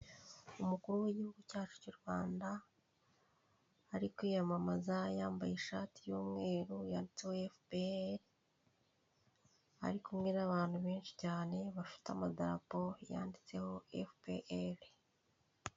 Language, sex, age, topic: Kinyarwanda, female, 36-49, government